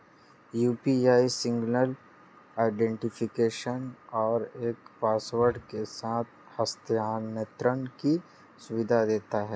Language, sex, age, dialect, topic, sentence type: Hindi, female, 56-60, Marwari Dhudhari, banking, statement